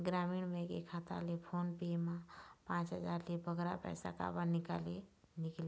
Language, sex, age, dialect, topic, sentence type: Chhattisgarhi, female, 46-50, Eastern, banking, question